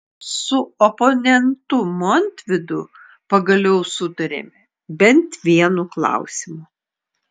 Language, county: Lithuanian, Klaipėda